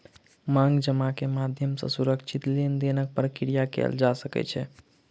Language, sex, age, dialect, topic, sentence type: Maithili, male, 46-50, Southern/Standard, banking, statement